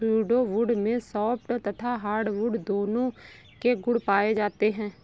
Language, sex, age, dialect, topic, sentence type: Hindi, female, 25-30, Awadhi Bundeli, agriculture, statement